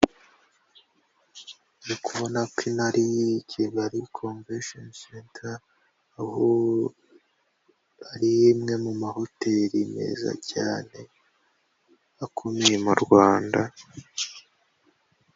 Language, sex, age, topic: Kinyarwanda, female, 25-35, finance